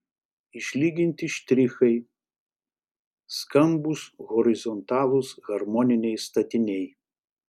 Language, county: Lithuanian, Šiauliai